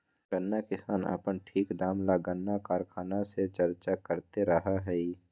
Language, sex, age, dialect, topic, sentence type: Magahi, female, 31-35, Western, agriculture, statement